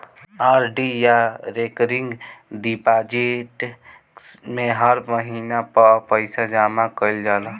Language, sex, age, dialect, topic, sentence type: Bhojpuri, male, <18, Northern, banking, statement